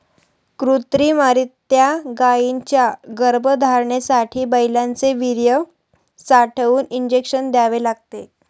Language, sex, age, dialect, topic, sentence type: Marathi, female, 18-24, Standard Marathi, agriculture, statement